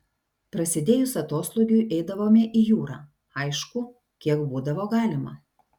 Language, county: Lithuanian, Šiauliai